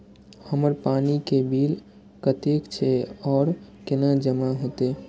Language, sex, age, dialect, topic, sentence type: Maithili, male, 18-24, Eastern / Thethi, banking, question